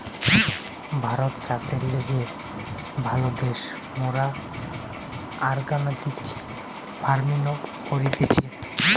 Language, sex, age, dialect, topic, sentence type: Bengali, male, 18-24, Western, agriculture, statement